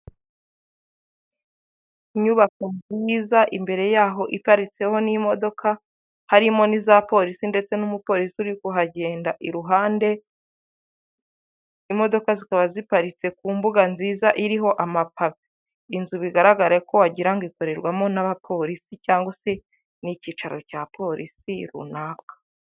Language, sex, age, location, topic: Kinyarwanda, female, 25-35, Huye, government